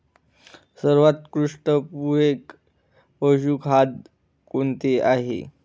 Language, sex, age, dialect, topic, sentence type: Marathi, male, 25-30, Standard Marathi, agriculture, question